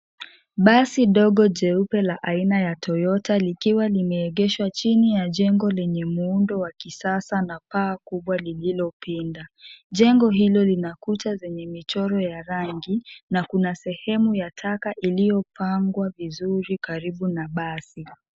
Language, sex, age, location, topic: Swahili, female, 25-35, Kisii, finance